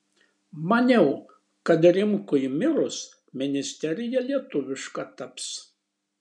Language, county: Lithuanian, Šiauliai